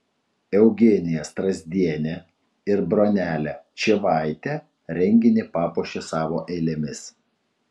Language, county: Lithuanian, Utena